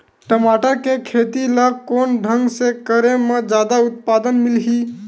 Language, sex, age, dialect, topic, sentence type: Chhattisgarhi, male, 18-24, Western/Budati/Khatahi, agriculture, question